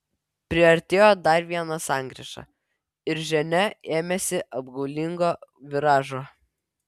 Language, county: Lithuanian, Vilnius